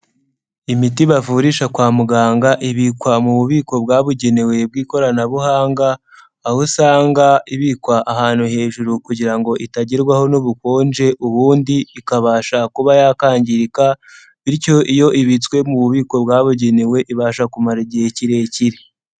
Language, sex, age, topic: Kinyarwanda, male, 18-24, health